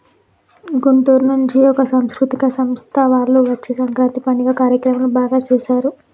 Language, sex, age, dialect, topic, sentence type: Telugu, female, 18-24, Telangana, banking, statement